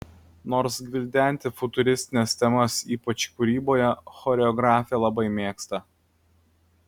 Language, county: Lithuanian, Klaipėda